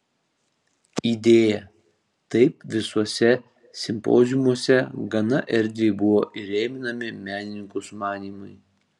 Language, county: Lithuanian, Panevėžys